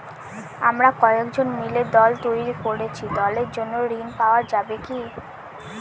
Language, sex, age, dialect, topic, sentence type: Bengali, female, 18-24, Northern/Varendri, banking, question